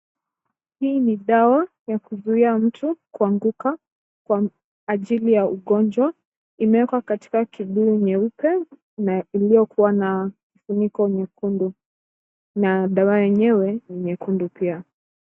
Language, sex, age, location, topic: Swahili, female, 18-24, Kisumu, health